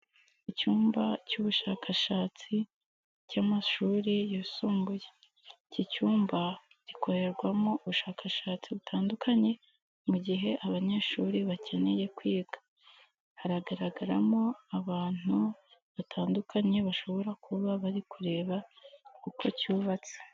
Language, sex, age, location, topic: Kinyarwanda, female, 18-24, Nyagatare, education